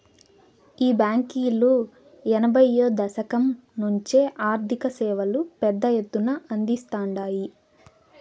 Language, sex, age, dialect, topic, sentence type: Telugu, female, 18-24, Southern, banking, statement